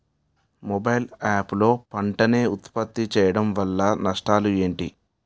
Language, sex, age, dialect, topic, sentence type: Telugu, male, 18-24, Utterandhra, agriculture, question